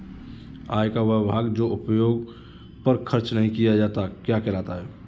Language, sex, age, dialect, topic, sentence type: Hindi, male, 25-30, Kanauji Braj Bhasha, banking, question